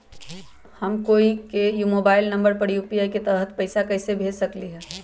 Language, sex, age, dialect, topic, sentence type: Magahi, female, 41-45, Western, banking, question